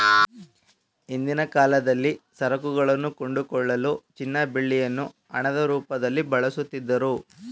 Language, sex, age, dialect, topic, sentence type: Kannada, male, 25-30, Mysore Kannada, banking, statement